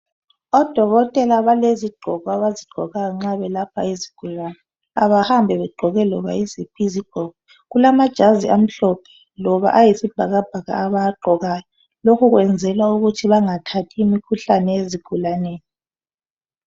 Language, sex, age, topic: North Ndebele, female, 25-35, health